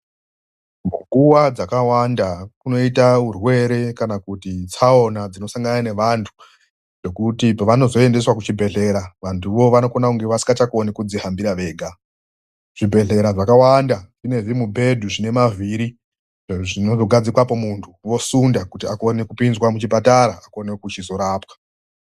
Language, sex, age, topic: Ndau, male, 36-49, health